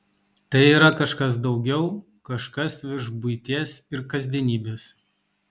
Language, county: Lithuanian, Kaunas